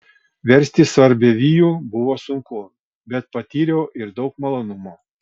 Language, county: Lithuanian, Kaunas